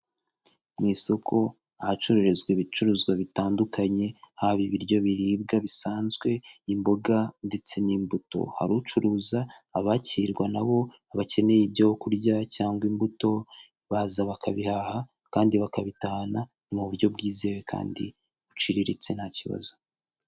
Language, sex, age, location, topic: Kinyarwanda, male, 25-35, Kigali, finance